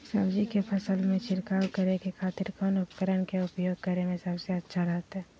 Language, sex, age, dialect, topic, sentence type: Magahi, female, 51-55, Southern, agriculture, question